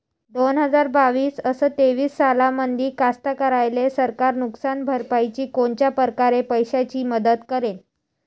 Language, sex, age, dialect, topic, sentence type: Marathi, female, 25-30, Varhadi, agriculture, question